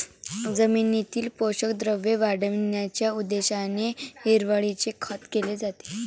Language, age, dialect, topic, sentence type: Marathi, <18, Varhadi, agriculture, statement